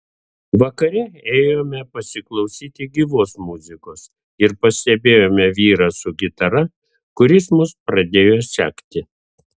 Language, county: Lithuanian, Vilnius